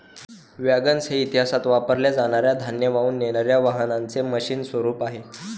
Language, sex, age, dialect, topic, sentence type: Marathi, male, 18-24, Standard Marathi, agriculture, statement